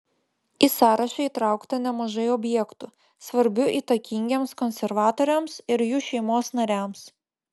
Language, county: Lithuanian, Vilnius